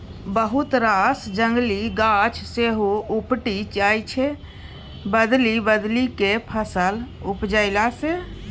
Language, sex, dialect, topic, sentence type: Maithili, female, Bajjika, agriculture, statement